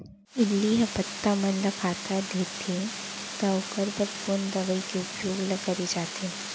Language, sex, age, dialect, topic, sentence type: Chhattisgarhi, female, 60-100, Central, agriculture, question